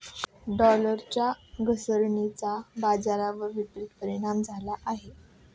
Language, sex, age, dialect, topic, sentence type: Marathi, female, 18-24, Standard Marathi, banking, statement